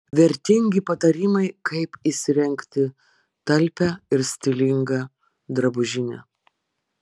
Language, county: Lithuanian, Vilnius